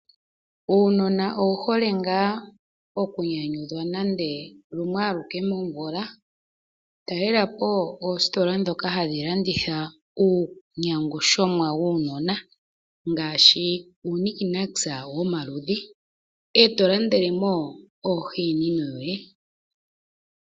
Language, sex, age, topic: Oshiwambo, female, 25-35, finance